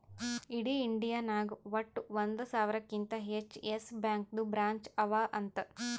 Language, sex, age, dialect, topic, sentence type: Kannada, female, 31-35, Northeastern, banking, statement